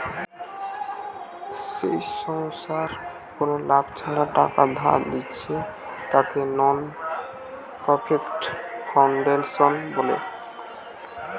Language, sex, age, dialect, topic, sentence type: Bengali, male, 18-24, Western, banking, statement